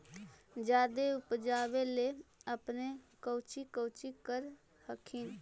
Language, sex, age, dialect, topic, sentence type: Magahi, female, 18-24, Central/Standard, agriculture, question